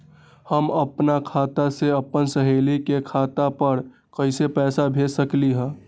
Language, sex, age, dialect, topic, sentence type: Magahi, male, 60-100, Western, banking, question